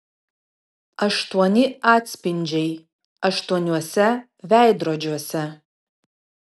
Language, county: Lithuanian, Vilnius